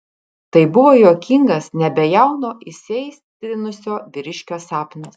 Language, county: Lithuanian, Kaunas